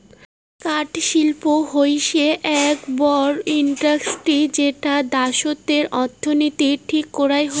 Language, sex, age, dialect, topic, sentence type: Bengali, female, <18, Rajbangshi, agriculture, statement